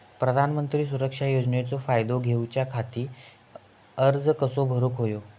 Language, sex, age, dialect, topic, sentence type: Marathi, male, 41-45, Southern Konkan, banking, question